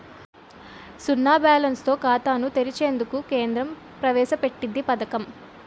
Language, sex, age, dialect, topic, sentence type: Telugu, female, 18-24, Utterandhra, banking, statement